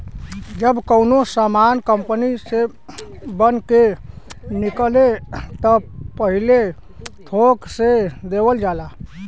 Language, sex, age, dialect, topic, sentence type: Bhojpuri, male, 25-30, Western, banking, statement